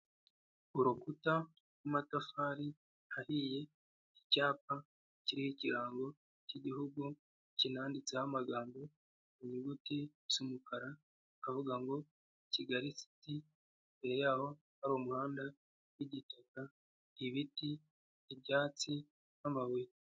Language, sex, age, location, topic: Kinyarwanda, male, 25-35, Huye, health